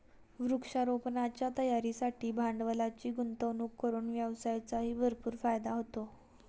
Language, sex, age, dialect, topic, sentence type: Marathi, female, 18-24, Standard Marathi, agriculture, statement